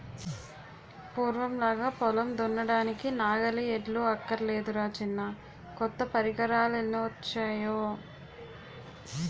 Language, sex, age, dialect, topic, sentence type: Telugu, female, 18-24, Utterandhra, agriculture, statement